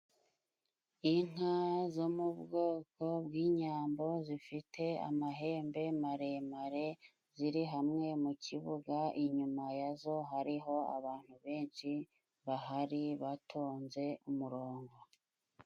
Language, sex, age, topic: Kinyarwanda, female, 25-35, government